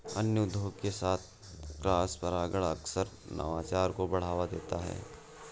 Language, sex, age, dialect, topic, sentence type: Hindi, male, 18-24, Awadhi Bundeli, agriculture, statement